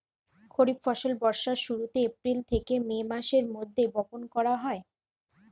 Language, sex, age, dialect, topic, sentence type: Bengali, female, 25-30, Western, agriculture, statement